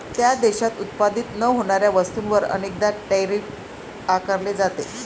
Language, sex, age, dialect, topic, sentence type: Marathi, female, 56-60, Varhadi, banking, statement